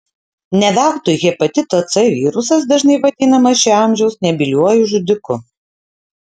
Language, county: Lithuanian, Utena